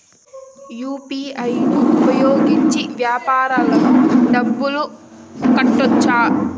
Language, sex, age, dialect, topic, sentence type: Telugu, female, 18-24, Southern, banking, question